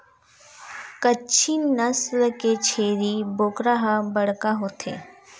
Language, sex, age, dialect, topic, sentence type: Chhattisgarhi, female, 18-24, Western/Budati/Khatahi, agriculture, statement